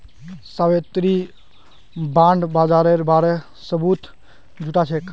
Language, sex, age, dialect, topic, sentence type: Magahi, male, 18-24, Northeastern/Surjapuri, banking, statement